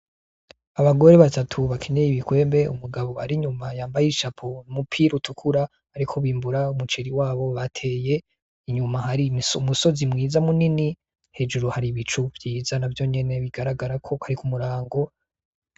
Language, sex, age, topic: Rundi, male, 25-35, agriculture